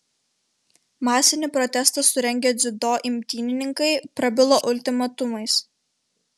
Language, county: Lithuanian, Vilnius